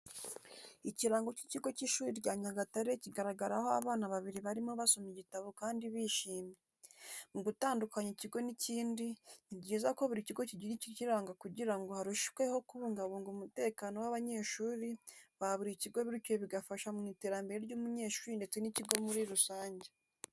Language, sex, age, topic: Kinyarwanda, female, 18-24, education